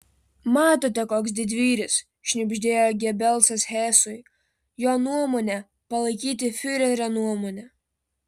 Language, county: Lithuanian, Vilnius